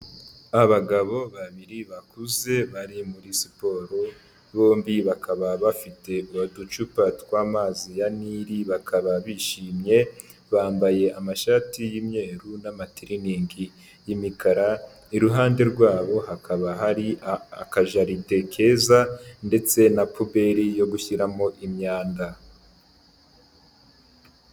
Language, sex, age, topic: Kinyarwanda, male, 18-24, health